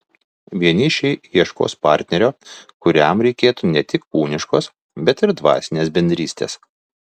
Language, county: Lithuanian, Vilnius